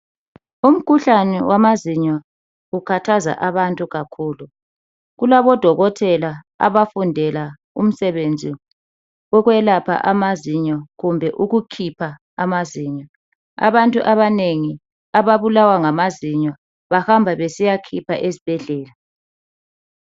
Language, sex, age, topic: North Ndebele, male, 36-49, health